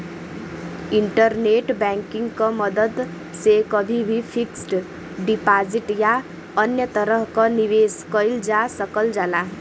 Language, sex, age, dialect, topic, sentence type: Bhojpuri, female, 18-24, Western, banking, statement